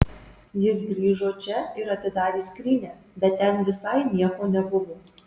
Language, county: Lithuanian, Marijampolė